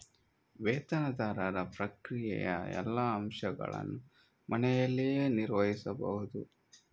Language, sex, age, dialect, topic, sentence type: Kannada, male, 31-35, Coastal/Dakshin, banking, statement